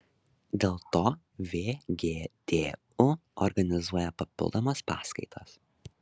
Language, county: Lithuanian, Šiauliai